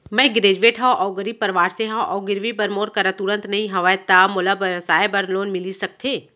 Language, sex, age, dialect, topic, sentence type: Chhattisgarhi, female, 36-40, Central, banking, question